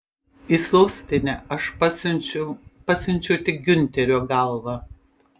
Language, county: Lithuanian, Panevėžys